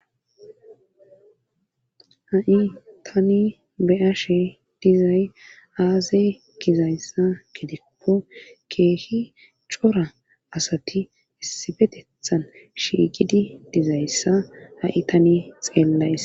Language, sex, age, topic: Gamo, female, 25-35, government